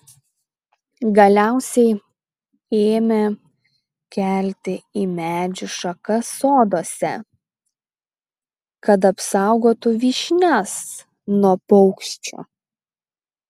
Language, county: Lithuanian, Šiauliai